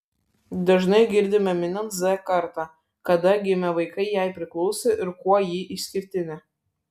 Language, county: Lithuanian, Vilnius